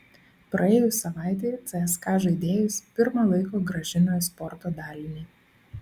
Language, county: Lithuanian, Klaipėda